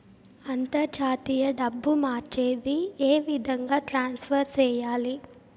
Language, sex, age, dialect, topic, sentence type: Telugu, female, 18-24, Southern, banking, question